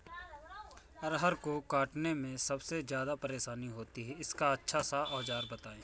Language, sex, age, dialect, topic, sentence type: Hindi, male, 25-30, Awadhi Bundeli, agriculture, question